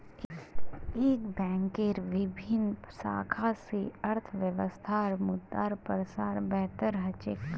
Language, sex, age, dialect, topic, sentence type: Magahi, female, 25-30, Northeastern/Surjapuri, banking, statement